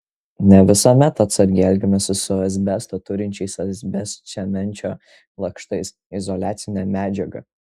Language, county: Lithuanian, Kaunas